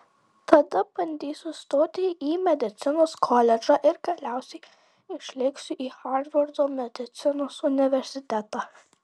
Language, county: Lithuanian, Tauragė